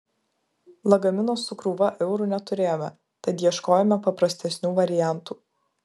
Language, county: Lithuanian, Vilnius